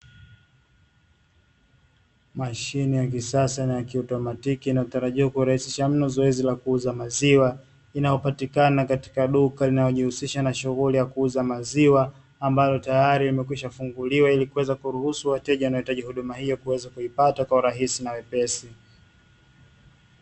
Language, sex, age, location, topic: Swahili, male, 25-35, Dar es Salaam, finance